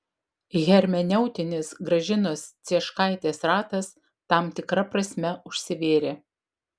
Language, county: Lithuanian, Vilnius